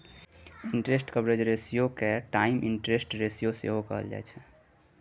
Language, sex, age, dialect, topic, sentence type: Maithili, male, 18-24, Bajjika, banking, statement